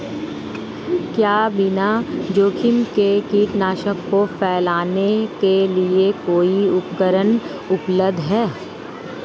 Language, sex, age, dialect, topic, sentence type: Hindi, female, 36-40, Marwari Dhudhari, agriculture, question